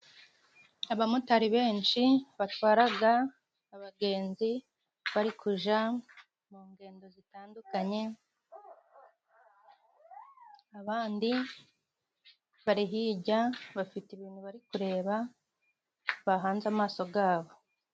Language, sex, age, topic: Kinyarwanda, female, 25-35, government